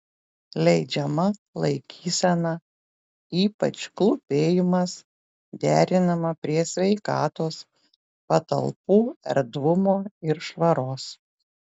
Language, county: Lithuanian, Telšiai